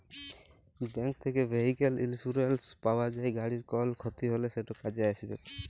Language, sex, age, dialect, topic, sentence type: Bengali, male, 18-24, Jharkhandi, banking, statement